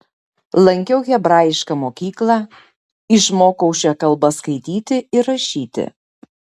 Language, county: Lithuanian, Šiauliai